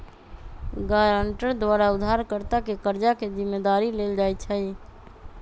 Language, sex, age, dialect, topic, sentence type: Magahi, female, 25-30, Western, banking, statement